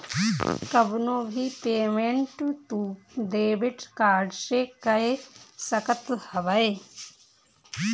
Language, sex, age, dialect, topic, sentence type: Bhojpuri, female, 31-35, Northern, banking, statement